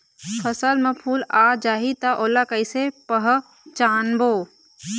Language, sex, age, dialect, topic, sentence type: Chhattisgarhi, female, 31-35, Eastern, agriculture, statement